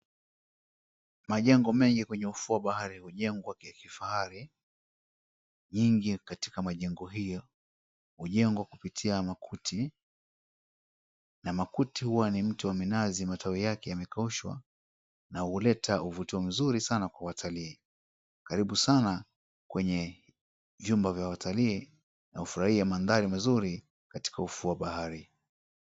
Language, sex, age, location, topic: Swahili, male, 36-49, Mombasa, government